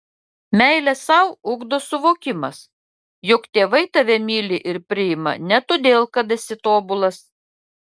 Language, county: Lithuanian, Klaipėda